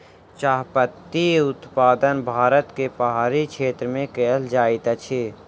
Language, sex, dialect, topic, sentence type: Maithili, male, Southern/Standard, agriculture, statement